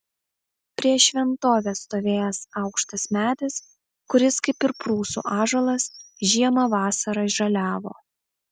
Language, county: Lithuanian, Vilnius